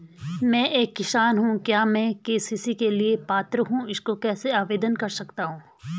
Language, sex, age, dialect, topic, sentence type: Hindi, female, 41-45, Garhwali, agriculture, question